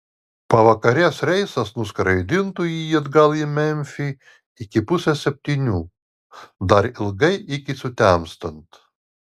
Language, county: Lithuanian, Alytus